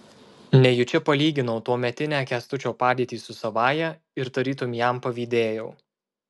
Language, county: Lithuanian, Marijampolė